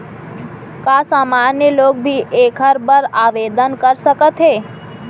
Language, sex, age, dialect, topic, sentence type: Chhattisgarhi, female, 25-30, Central, banking, question